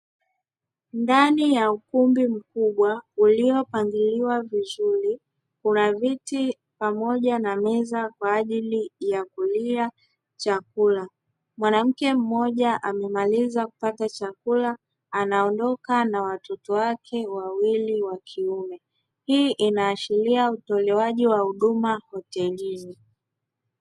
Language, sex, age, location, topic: Swahili, male, 36-49, Dar es Salaam, finance